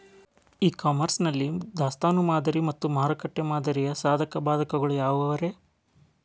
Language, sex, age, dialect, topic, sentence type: Kannada, male, 25-30, Dharwad Kannada, agriculture, question